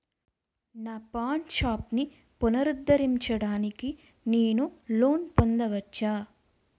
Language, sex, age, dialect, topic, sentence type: Telugu, female, 25-30, Utterandhra, banking, question